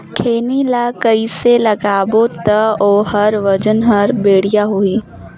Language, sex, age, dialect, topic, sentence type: Chhattisgarhi, female, 18-24, Northern/Bhandar, agriculture, question